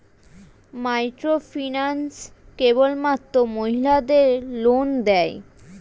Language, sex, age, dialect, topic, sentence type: Bengali, female, 36-40, Standard Colloquial, banking, question